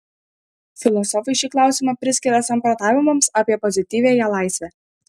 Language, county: Lithuanian, Šiauliai